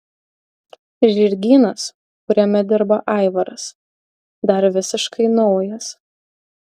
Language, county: Lithuanian, Utena